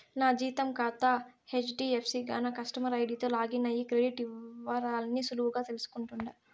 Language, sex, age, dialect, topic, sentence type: Telugu, female, 60-100, Southern, banking, statement